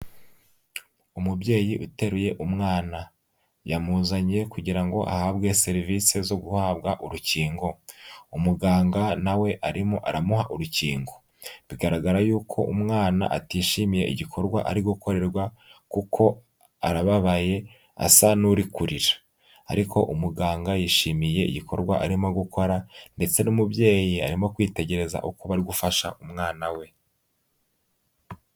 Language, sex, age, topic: Kinyarwanda, male, 18-24, health